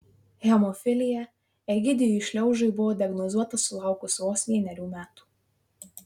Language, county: Lithuanian, Marijampolė